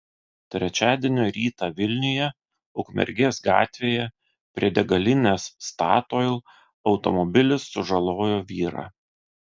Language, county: Lithuanian, Vilnius